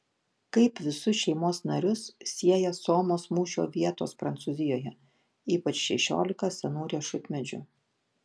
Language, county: Lithuanian, Klaipėda